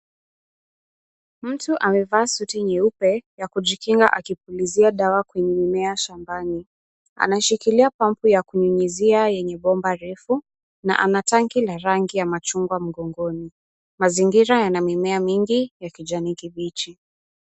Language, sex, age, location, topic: Swahili, female, 18-24, Kisumu, health